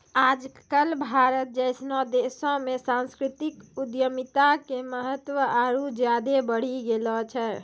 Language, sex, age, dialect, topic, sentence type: Maithili, female, 18-24, Angika, banking, statement